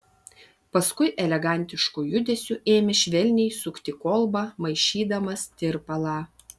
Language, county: Lithuanian, Vilnius